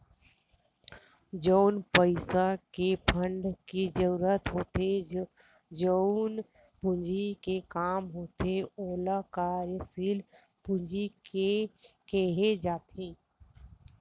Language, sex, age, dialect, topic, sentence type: Chhattisgarhi, female, 31-35, Western/Budati/Khatahi, banking, statement